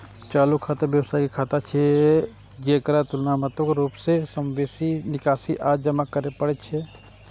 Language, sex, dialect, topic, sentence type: Maithili, male, Eastern / Thethi, banking, statement